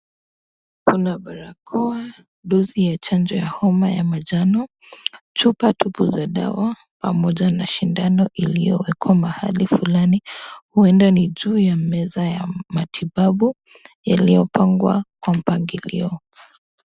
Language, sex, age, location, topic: Swahili, female, 18-24, Kisumu, health